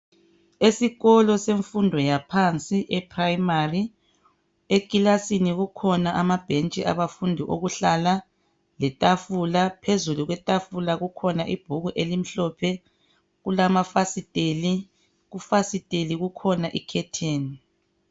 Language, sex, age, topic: North Ndebele, female, 36-49, education